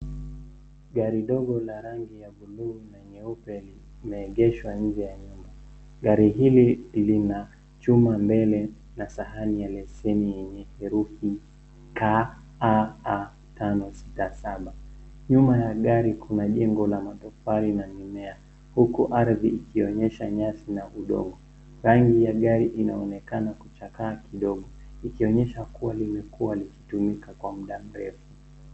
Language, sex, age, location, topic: Swahili, male, 25-35, Nairobi, finance